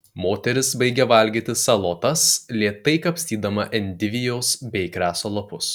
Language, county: Lithuanian, Kaunas